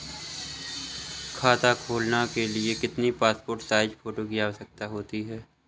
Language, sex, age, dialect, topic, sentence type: Hindi, male, 25-30, Awadhi Bundeli, banking, question